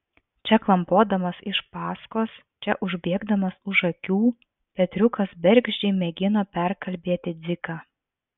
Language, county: Lithuanian, Vilnius